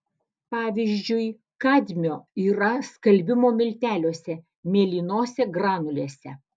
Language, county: Lithuanian, Alytus